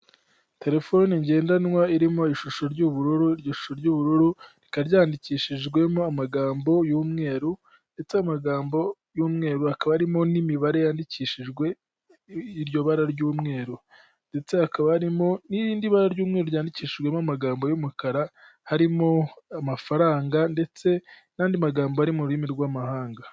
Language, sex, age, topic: Kinyarwanda, male, 18-24, finance